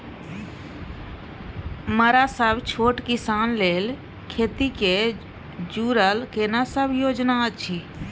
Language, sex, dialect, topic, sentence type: Maithili, female, Bajjika, agriculture, question